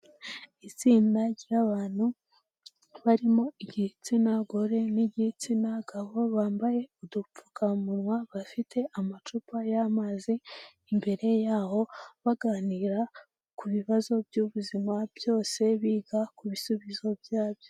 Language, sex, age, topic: Kinyarwanda, female, 18-24, health